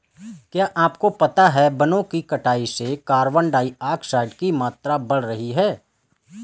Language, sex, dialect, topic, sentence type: Hindi, male, Kanauji Braj Bhasha, agriculture, statement